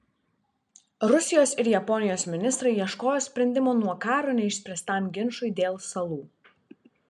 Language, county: Lithuanian, Vilnius